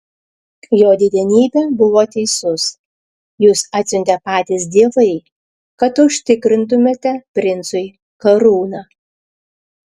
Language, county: Lithuanian, Klaipėda